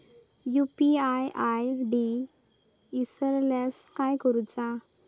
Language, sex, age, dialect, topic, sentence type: Marathi, female, 18-24, Southern Konkan, banking, question